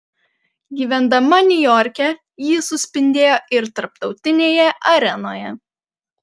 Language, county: Lithuanian, Panevėžys